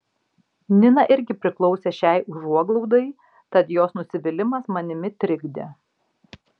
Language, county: Lithuanian, Šiauliai